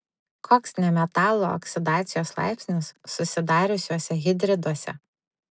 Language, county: Lithuanian, Vilnius